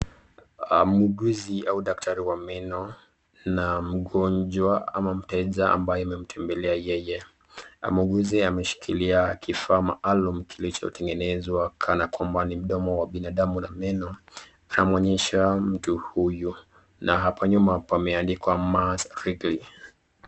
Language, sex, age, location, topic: Swahili, male, 36-49, Nakuru, health